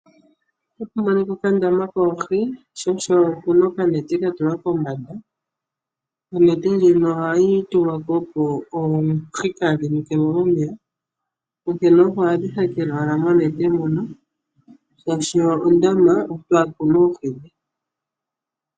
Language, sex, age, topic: Oshiwambo, female, 25-35, agriculture